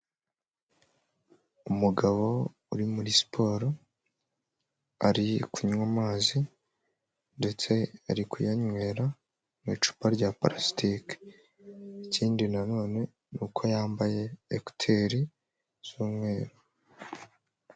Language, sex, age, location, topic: Kinyarwanda, male, 18-24, Huye, health